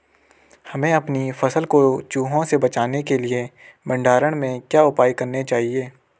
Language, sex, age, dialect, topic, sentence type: Hindi, male, 18-24, Garhwali, agriculture, question